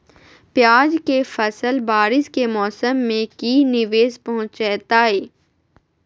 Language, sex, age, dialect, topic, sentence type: Magahi, female, 51-55, Southern, agriculture, question